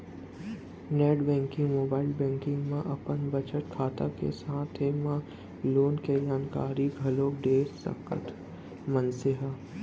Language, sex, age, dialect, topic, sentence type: Chhattisgarhi, male, 18-24, Central, banking, statement